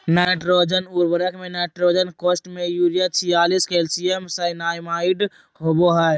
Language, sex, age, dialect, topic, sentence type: Magahi, male, 18-24, Southern, agriculture, statement